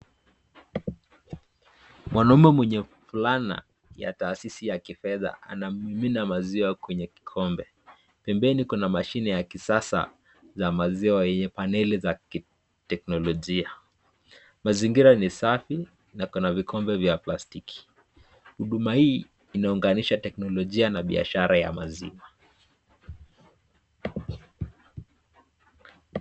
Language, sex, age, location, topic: Swahili, male, 18-24, Nakuru, finance